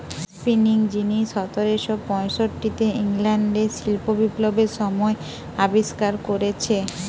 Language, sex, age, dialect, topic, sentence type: Bengali, female, 18-24, Western, agriculture, statement